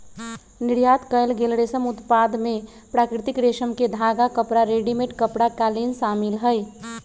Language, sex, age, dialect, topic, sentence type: Magahi, male, 25-30, Western, agriculture, statement